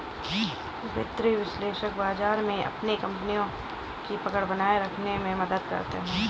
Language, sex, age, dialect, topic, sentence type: Hindi, female, 25-30, Kanauji Braj Bhasha, banking, statement